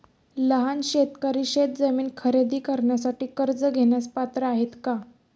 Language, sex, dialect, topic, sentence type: Marathi, female, Standard Marathi, agriculture, statement